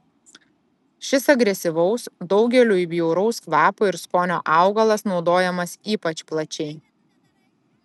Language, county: Lithuanian, Klaipėda